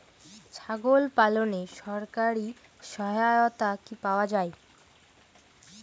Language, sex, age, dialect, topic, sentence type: Bengali, female, <18, Rajbangshi, agriculture, question